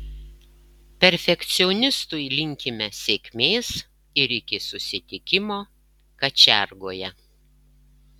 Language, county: Lithuanian, Klaipėda